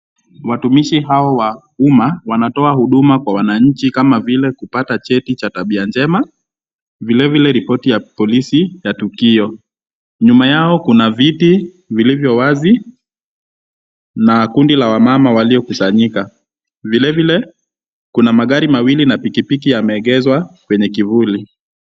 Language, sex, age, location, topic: Swahili, male, 25-35, Kisumu, government